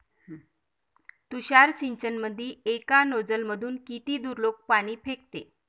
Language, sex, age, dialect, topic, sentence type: Marathi, female, 36-40, Varhadi, agriculture, question